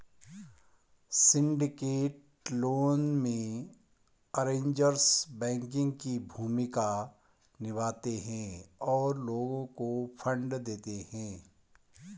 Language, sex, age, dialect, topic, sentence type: Hindi, male, 46-50, Garhwali, banking, statement